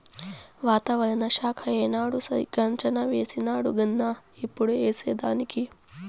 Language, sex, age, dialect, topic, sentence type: Telugu, female, 18-24, Southern, agriculture, statement